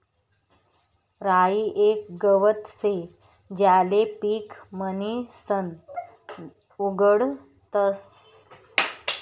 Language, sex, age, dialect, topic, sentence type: Marathi, female, 31-35, Northern Konkan, agriculture, statement